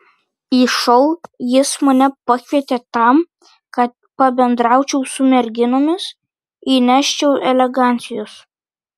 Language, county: Lithuanian, Kaunas